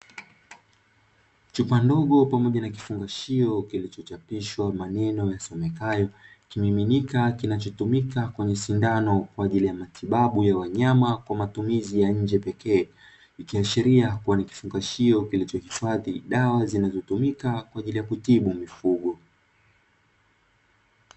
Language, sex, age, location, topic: Swahili, male, 25-35, Dar es Salaam, agriculture